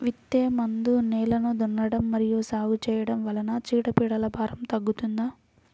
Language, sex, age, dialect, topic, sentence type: Telugu, female, 41-45, Central/Coastal, agriculture, question